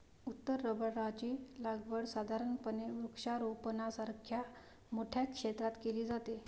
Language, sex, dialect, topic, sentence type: Marathi, female, Varhadi, agriculture, statement